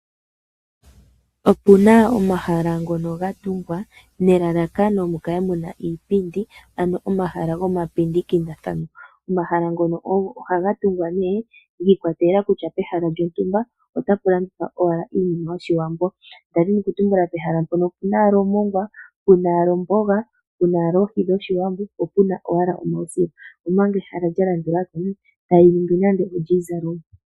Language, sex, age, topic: Oshiwambo, female, 25-35, finance